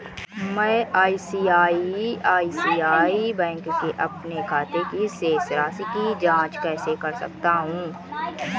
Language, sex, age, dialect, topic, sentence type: Hindi, female, 18-24, Awadhi Bundeli, banking, question